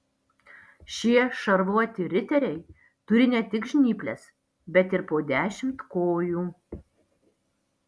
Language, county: Lithuanian, Alytus